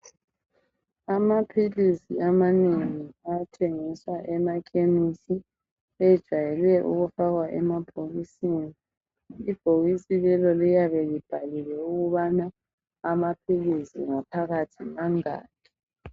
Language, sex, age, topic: North Ndebele, male, 25-35, health